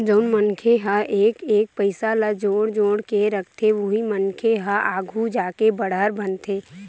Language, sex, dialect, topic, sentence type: Chhattisgarhi, female, Western/Budati/Khatahi, banking, statement